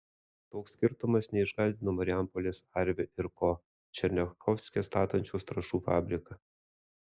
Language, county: Lithuanian, Alytus